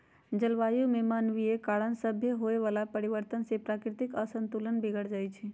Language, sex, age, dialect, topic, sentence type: Magahi, female, 31-35, Western, agriculture, statement